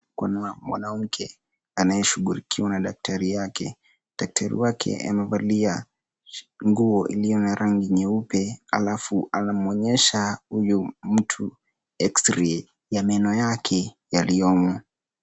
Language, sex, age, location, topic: Swahili, male, 18-24, Nairobi, health